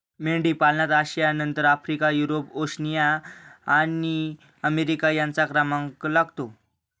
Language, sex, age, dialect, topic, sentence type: Marathi, male, 18-24, Standard Marathi, agriculture, statement